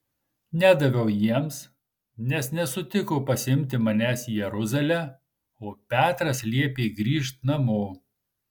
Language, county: Lithuanian, Marijampolė